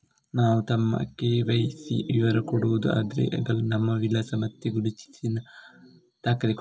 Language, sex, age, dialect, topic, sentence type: Kannada, male, 36-40, Coastal/Dakshin, banking, statement